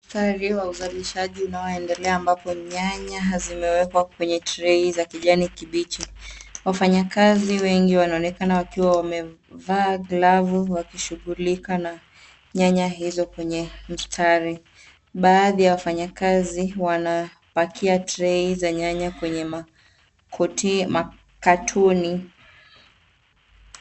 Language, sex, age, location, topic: Swahili, female, 25-35, Nairobi, agriculture